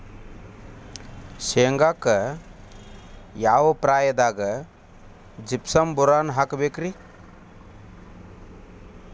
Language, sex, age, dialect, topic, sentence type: Kannada, male, 41-45, Dharwad Kannada, agriculture, question